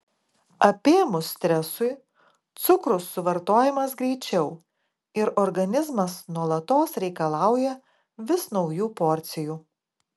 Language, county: Lithuanian, Klaipėda